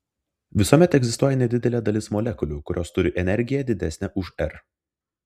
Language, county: Lithuanian, Vilnius